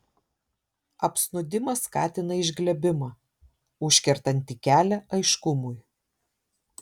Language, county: Lithuanian, Šiauliai